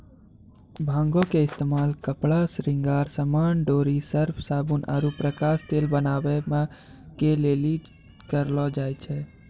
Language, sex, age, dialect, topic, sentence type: Maithili, male, 46-50, Angika, agriculture, statement